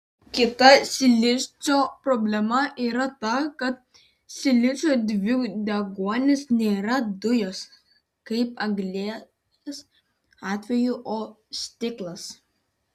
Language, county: Lithuanian, Vilnius